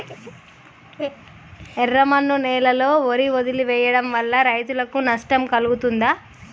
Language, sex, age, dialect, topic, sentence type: Telugu, female, 31-35, Telangana, agriculture, question